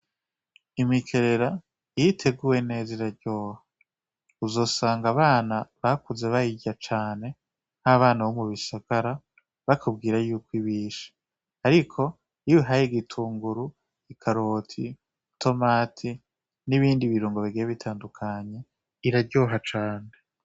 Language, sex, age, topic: Rundi, male, 18-24, agriculture